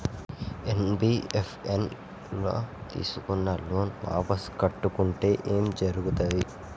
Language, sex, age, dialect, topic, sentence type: Telugu, male, 51-55, Telangana, banking, question